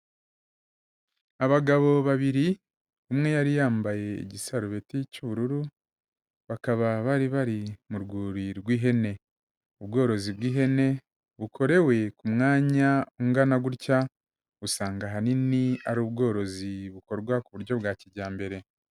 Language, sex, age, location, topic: Kinyarwanda, male, 36-49, Kigali, agriculture